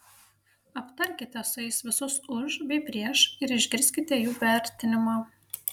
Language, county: Lithuanian, Panevėžys